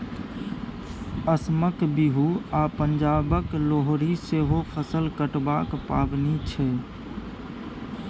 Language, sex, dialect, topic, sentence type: Maithili, male, Bajjika, agriculture, statement